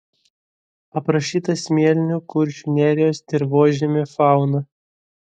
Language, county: Lithuanian, Vilnius